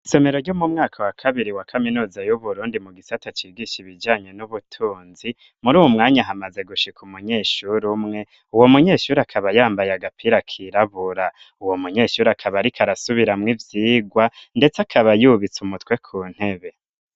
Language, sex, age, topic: Rundi, male, 25-35, education